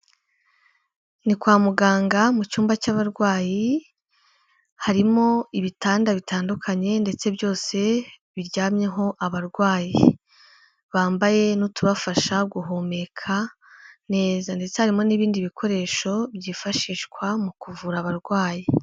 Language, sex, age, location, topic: Kinyarwanda, female, 18-24, Kigali, health